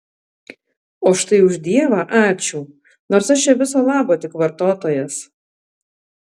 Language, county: Lithuanian, Alytus